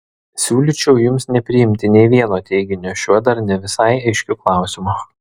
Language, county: Lithuanian, Vilnius